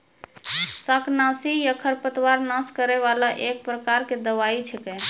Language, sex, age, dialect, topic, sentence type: Maithili, female, 25-30, Angika, agriculture, statement